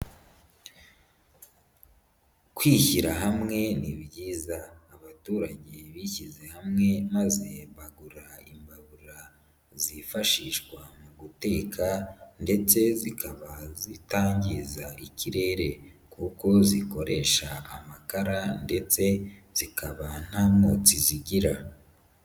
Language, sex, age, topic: Kinyarwanda, female, 18-24, finance